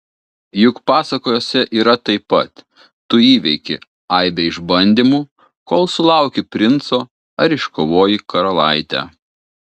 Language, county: Lithuanian, Kaunas